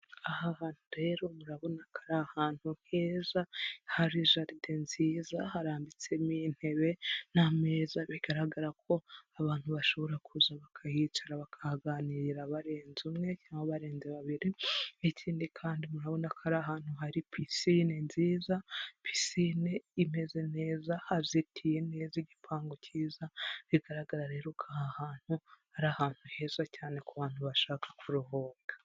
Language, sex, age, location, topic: Kinyarwanda, female, 18-24, Huye, finance